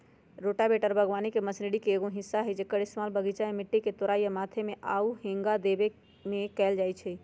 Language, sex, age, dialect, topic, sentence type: Magahi, female, 51-55, Western, agriculture, statement